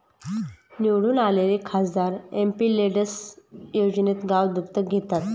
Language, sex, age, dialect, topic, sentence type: Marathi, female, 31-35, Northern Konkan, banking, statement